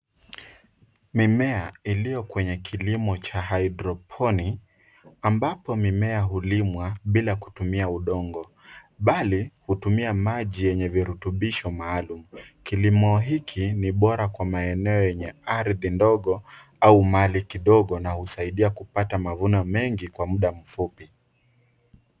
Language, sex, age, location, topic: Swahili, male, 25-35, Nairobi, agriculture